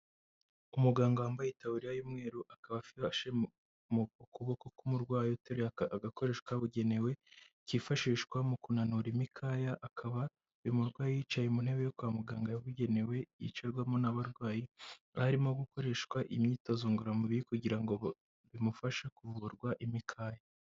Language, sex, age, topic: Kinyarwanda, female, 25-35, health